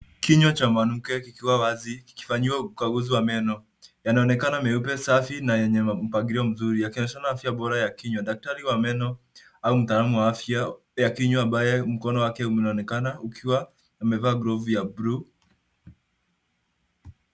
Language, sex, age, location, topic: Swahili, male, 18-24, Nairobi, health